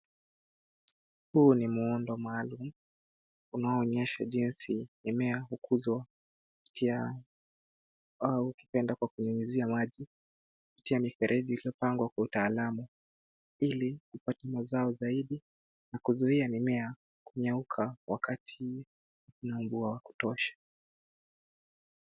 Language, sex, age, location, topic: Swahili, male, 18-24, Nairobi, agriculture